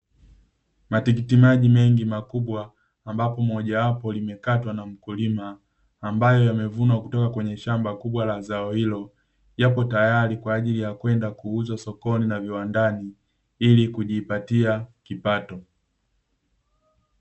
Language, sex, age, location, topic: Swahili, male, 25-35, Dar es Salaam, agriculture